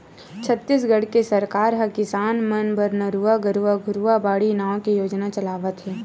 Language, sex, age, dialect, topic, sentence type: Chhattisgarhi, female, 56-60, Western/Budati/Khatahi, agriculture, statement